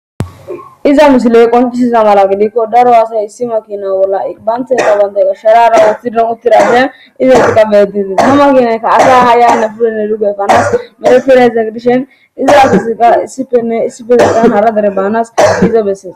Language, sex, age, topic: Gamo, male, 25-35, government